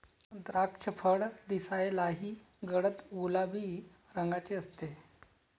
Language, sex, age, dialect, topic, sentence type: Marathi, male, 31-35, Varhadi, agriculture, statement